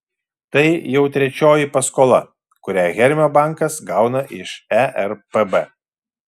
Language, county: Lithuanian, Šiauliai